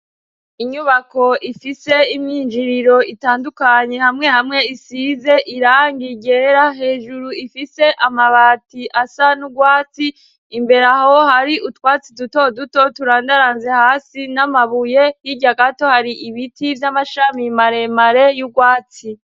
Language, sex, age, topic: Rundi, female, 18-24, education